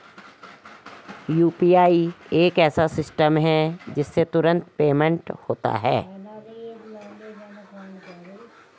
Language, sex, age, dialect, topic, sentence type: Hindi, female, 56-60, Garhwali, banking, statement